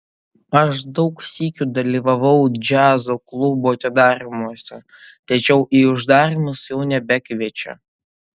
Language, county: Lithuanian, Utena